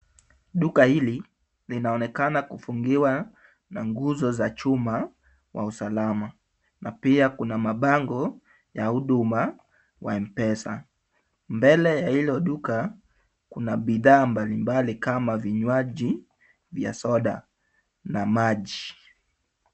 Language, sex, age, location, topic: Swahili, male, 25-35, Kisumu, finance